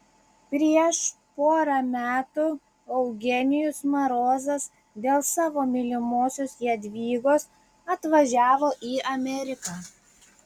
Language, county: Lithuanian, Šiauliai